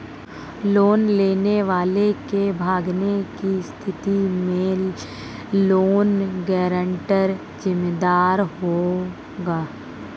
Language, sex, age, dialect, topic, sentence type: Hindi, female, 18-24, Hindustani Malvi Khadi Boli, banking, statement